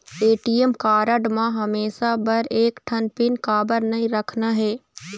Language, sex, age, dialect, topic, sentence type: Chhattisgarhi, female, 60-100, Eastern, banking, question